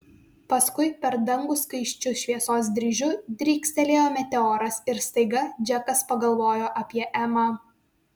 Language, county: Lithuanian, Vilnius